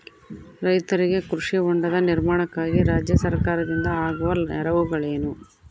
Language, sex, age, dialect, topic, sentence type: Kannada, female, 56-60, Central, agriculture, question